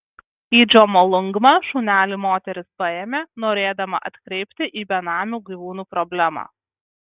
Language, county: Lithuanian, Kaunas